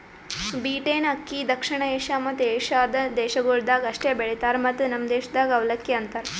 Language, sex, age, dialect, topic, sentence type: Kannada, female, 18-24, Northeastern, agriculture, statement